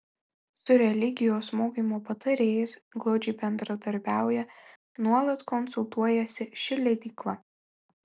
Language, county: Lithuanian, Marijampolė